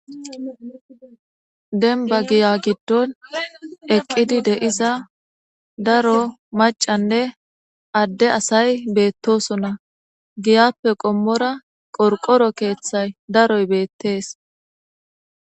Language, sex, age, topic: Gamo, female, 25-35, government